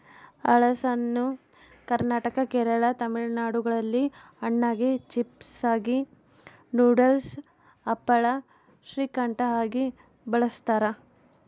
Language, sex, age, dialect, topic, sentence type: Kannada, female, 18-24, Central, agriculture, statement